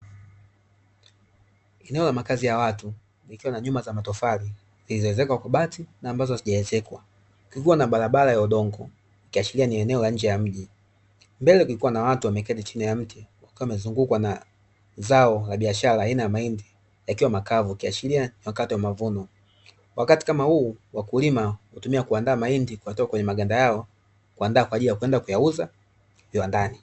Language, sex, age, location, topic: Swahili, male, 25-35, Dar es Salaam, agriculture